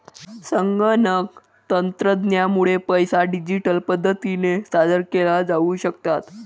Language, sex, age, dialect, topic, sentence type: Marathi, female, 60-100, Varhadi, banking, statement